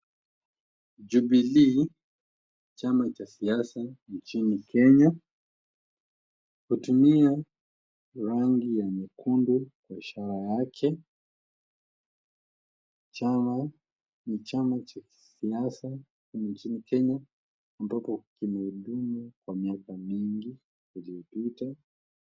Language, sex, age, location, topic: Swahili, male, 18-24, Kisumu, government